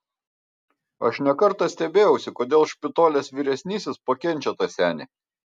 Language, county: Lithuanian, Vilnius